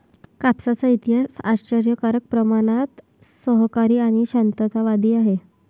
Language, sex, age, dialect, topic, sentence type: Marathi, female, 18-24, Varhadi, agriculture, statement